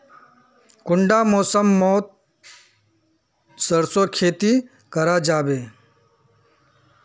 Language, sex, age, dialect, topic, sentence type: Magahi, male, 41-45, Northeastern/Surjapuri, agriculture, question